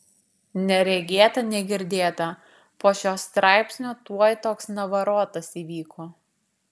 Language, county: Lithuanian, Vilnius